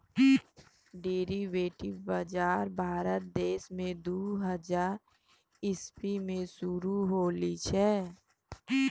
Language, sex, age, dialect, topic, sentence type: Maithili, female, 18-24, Angika, banking, statement